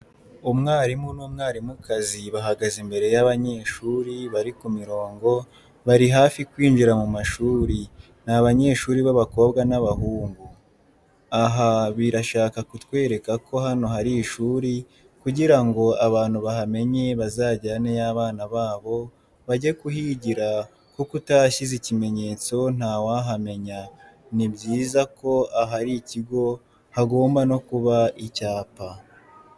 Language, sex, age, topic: Kinyarwanda, male, 18-24, education